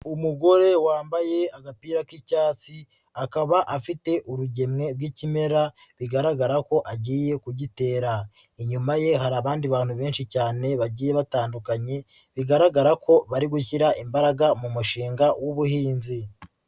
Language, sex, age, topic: Kinyarwanda, female, 25-35, agriculture